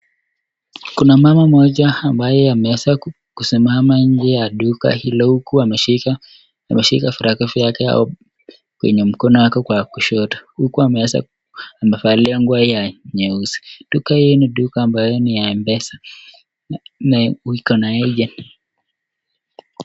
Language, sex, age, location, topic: Swahili, male, 36-49, Nakuru, finance